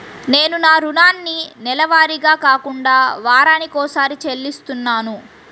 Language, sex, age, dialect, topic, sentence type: Telugu, female, 36-40, Central/Coastal, banking, statement